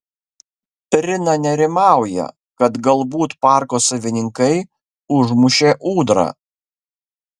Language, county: Lithuanian, Kaunas